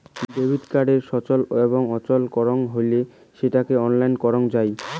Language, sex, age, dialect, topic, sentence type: Bengali, male, 18-24, Rajbangshi, banking, statement